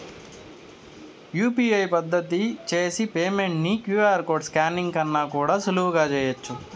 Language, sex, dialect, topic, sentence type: Telugu, male, Southern, banking, statement